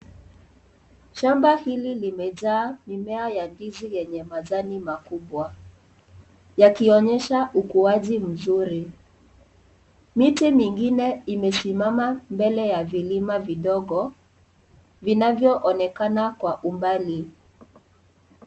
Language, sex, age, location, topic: Swahili, female, 18-24, Kisii, agriculture